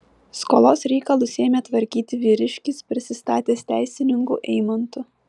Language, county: Lithuanian, Vilnius